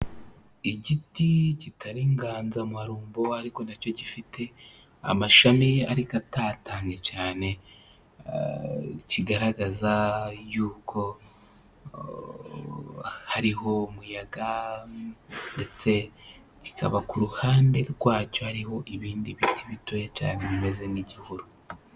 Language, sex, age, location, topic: Kinyarwanda, male, 18-24, Huye, health